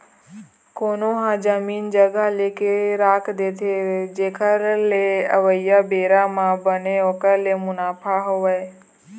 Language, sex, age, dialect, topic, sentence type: Chhattisgarhi, female, 18-24, Eastern, banking, statement